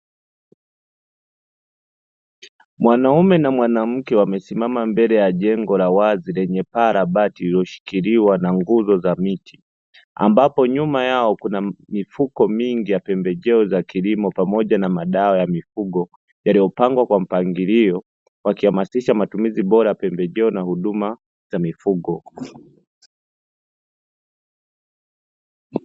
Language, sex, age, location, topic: Swahili, male, 25-35, Dar es Salaam, agriculture